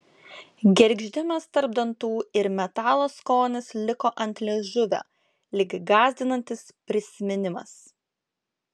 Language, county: Lithuanian, Klaipėda